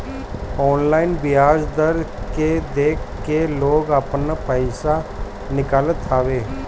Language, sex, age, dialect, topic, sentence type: Bhojpuri, male, 60-100, Northern, banking, statement